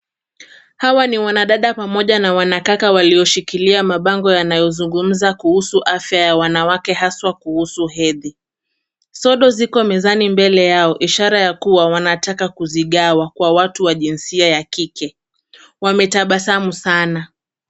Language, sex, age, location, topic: Swahili, female, 25-35, Kisumu, health